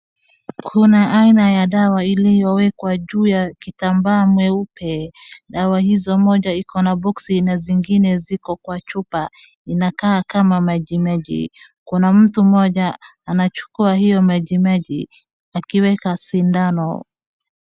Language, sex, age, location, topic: Swahili, female, 25-35, Wajir, health